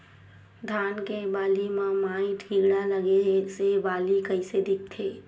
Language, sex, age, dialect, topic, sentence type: Chhattisgarhi, female, 51-55, Western/Budati/Khatahi, agriculture, question